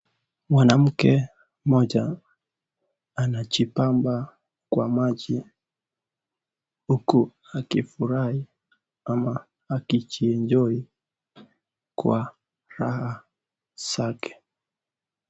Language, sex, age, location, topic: Swahili, male, 18-24, Nakuru, education